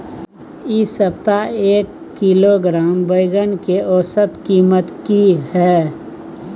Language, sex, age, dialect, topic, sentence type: Maithili, male, 25-30, Bajjika, agriculture, question